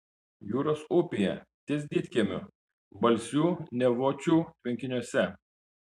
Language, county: Lithuanian, Panevėžys